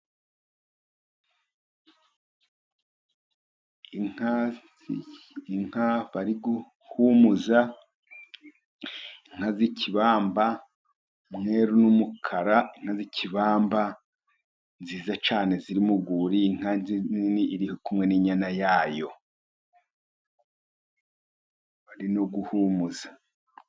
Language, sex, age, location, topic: Kinyarwanda, male, 50+, Musanze, agriculture